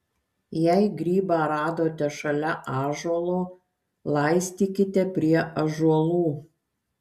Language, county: Lithuanian, Kaunas